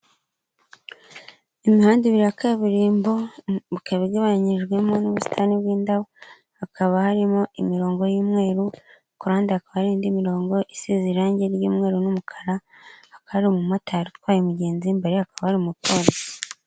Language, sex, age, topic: Kinyarwanda, female, 25-35, government